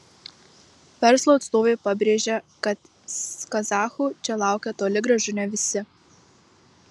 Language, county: Lithuanian, Marijampolė